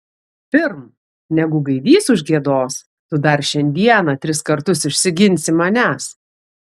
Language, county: Lithuanian, Kaunas